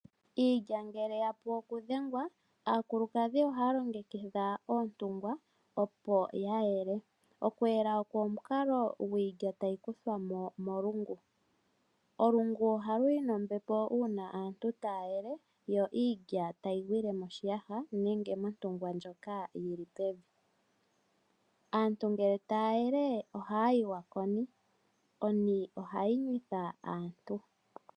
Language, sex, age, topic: Oshiwambo, female, 25-35, agriculture